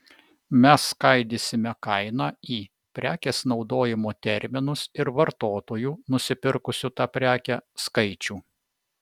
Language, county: Lithuanian, Vilnius